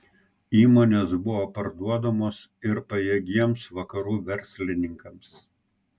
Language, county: Lithuanian, Klaipėda